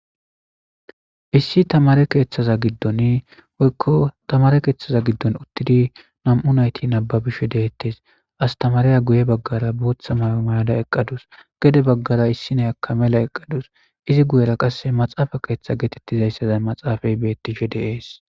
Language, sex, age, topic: Gamo, male, 18-24, government